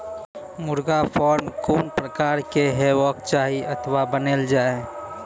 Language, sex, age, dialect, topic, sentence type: Maithili, male, 56-60, Angika, agriculture, question